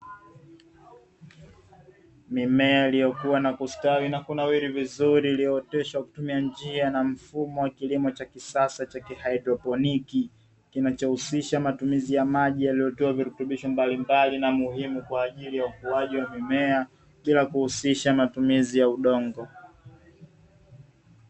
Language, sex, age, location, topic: Swahili, male, 25-35, Dar es Salaam, agriculture